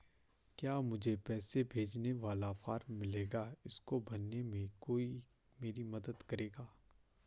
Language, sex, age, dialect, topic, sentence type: Hindi, male, 25-30, Garhwali, banking, question